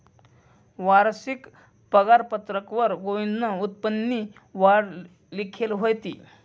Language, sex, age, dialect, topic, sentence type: Marathi, male, 56-60, Northern Konkan, banking, statement